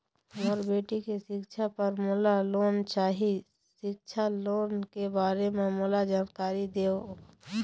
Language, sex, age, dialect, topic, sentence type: Chhattisgarhi, female, 60-100, Eastern, banking, question